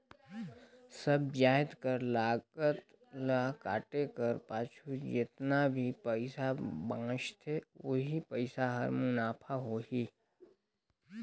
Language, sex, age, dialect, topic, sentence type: Chhattisgarhi, male, 25-30, Northern/Bhandar, banking, statement